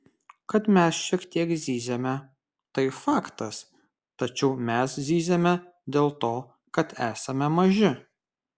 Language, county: Lithuanian, Kaunas